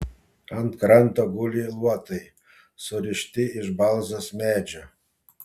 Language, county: Lithuanian, Panevėžys